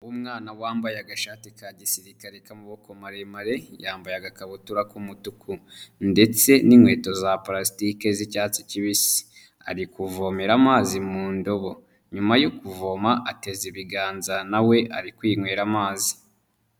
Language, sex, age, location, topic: Kinyarwanda, male, 25-35, Huye, health